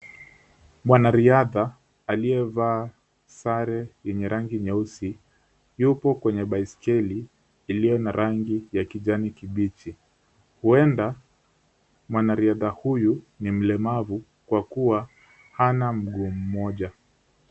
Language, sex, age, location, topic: Swahili, male, 18-24, Kisumu, education